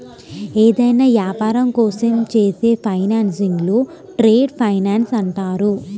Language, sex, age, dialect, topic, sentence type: Telugu, female, 18-24, Central/Coastal, banking, statement